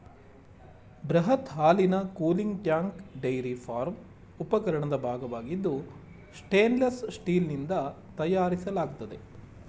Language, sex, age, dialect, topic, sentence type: Kannada, male, 36-40, Mysore Kannada, agriculture, statement